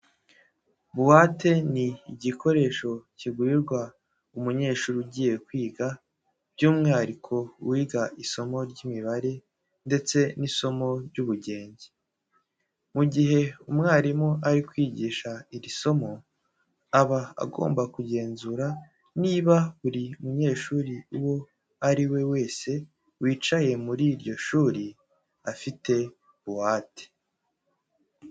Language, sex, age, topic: Kinyarwanda, male, 18-24, education